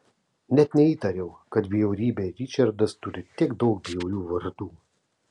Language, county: Lithuanian, Telšiai